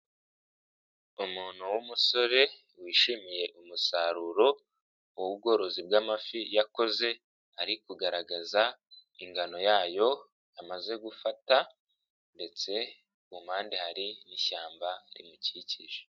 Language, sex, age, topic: Kinyarwanda, male, 25-35, agriculture